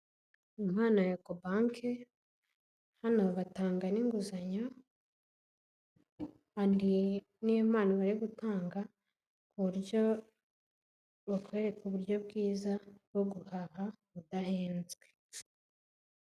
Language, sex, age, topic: Kinyarwanda, female, 18-24, finance